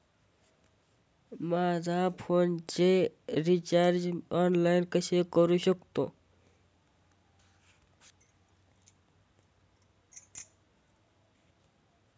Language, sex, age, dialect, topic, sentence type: Marathi, male, <18, Standard Marathi, banking, question